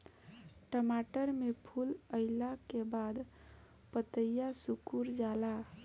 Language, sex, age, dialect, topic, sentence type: Bhojpuri, female, 25-30, Northern, agriculture, question